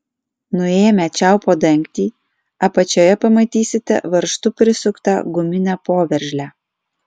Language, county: Lithuanian, Alytus